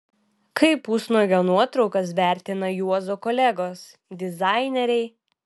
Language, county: Lithuanian, Vilnius